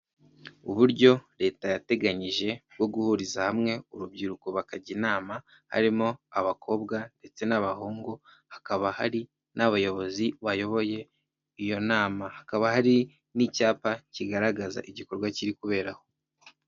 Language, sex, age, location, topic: Kinyarwanda, male, 18-24, Kigali, government